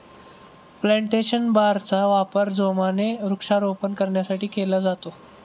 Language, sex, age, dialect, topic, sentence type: Marathi, male, 18-24, Standard Marathi, agriculture, statement